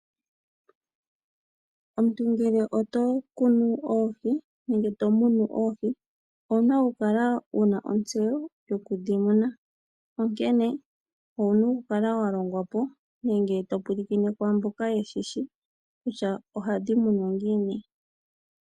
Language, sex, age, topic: Oshiwambo, female, 25-35, agriculture